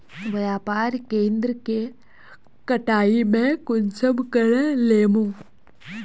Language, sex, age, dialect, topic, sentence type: Magahi, female, 25-30, Northeastern/Surjapuri, agriculture, question